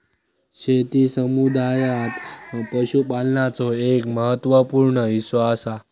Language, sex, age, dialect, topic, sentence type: Marathi, male, 25-30, Southern Konkan, agriculture, statement